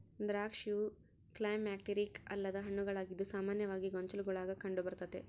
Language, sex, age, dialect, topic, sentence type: Kannada, female, 18-24, Central, agriculture, statement